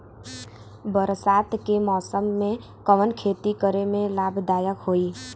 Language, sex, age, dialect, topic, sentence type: Bhojpuri, female, 18-24, Western, agriculture, question